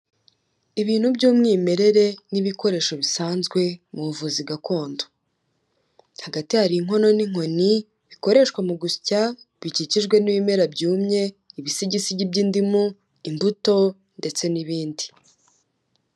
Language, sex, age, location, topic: Kinyarwanda, female, 18-24, Kigali, health